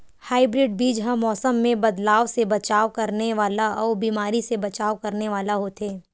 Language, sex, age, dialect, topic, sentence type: Chhattisgarhi, female, 18-24, Western/Budati/Khatahi, agriculture, statement